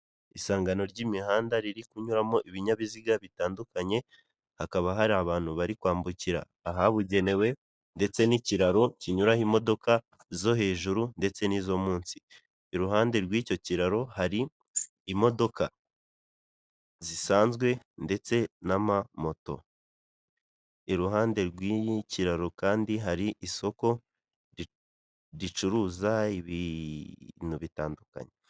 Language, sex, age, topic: Kinyarwanda, male, 18-24, government